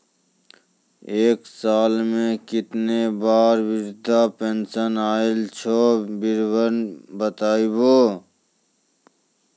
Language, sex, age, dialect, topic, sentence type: Maithili, male, 25-30, Angika, banking, question